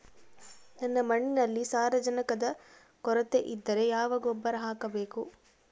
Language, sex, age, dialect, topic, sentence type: Kannada, female, 36-40, Central, agriculture, question